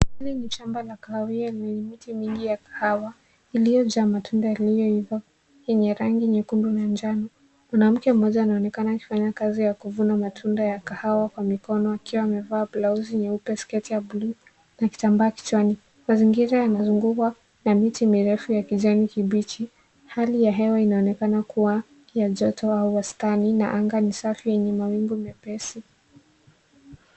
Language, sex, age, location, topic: Swahili, male, 18-24, Nairobi, agriculture